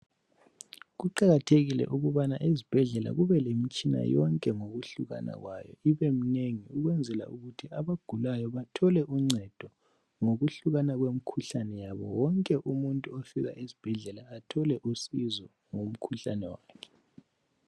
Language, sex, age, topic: North Ndebele, male, 18-24, health